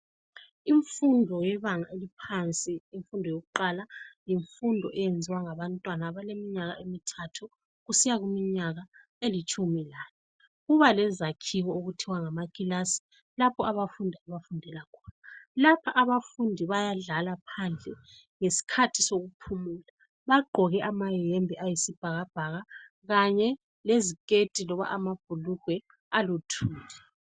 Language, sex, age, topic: North Ndebele, female, 36-49, education